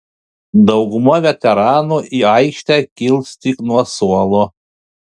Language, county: Lithuanian, Panevėžys